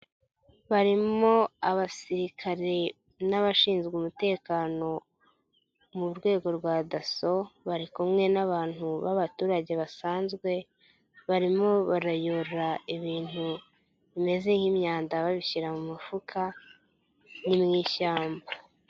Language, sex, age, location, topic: Kinyarwanda, female, 18-24, Nyagatare, agriculture